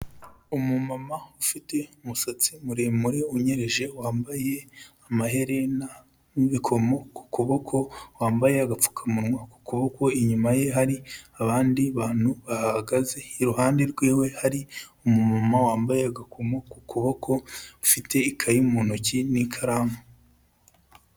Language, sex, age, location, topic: Kinyarwanda, male, 25-35, Kigali, health